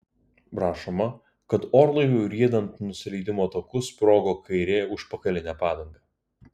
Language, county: Lithuanian, Kaunas